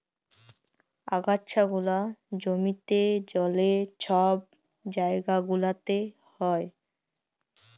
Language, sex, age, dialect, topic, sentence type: Bengali, female, 18-24, Jharkhandi, agriculture, statement